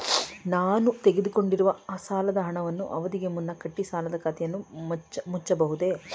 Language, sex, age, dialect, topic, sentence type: Kannada, female, 36-40, Mysore Kannada, banking, question